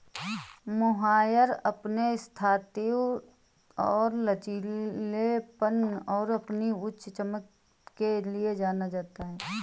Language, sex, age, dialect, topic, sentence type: Hindi, female, 25-30, Awadhi Bundeli, agriculture, statement